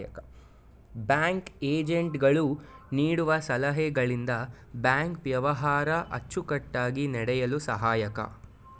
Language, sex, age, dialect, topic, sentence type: Kannada, male, 18-24, Mysore Kannada, banking, statement